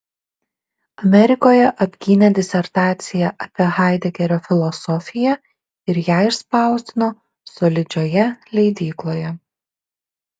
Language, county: Lithuanian, Šiauliai